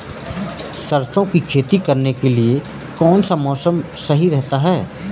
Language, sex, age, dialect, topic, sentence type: Hindi, male, 31-35, Marwari Dhudhari, agriculture, question